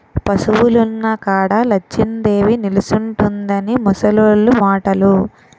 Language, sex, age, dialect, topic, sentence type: Telugu, female, 18-24, Utterandhra, agriculture, statement